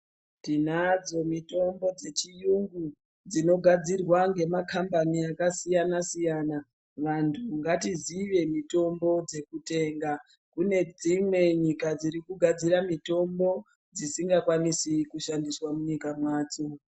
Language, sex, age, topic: Ndau, female, 25-35, health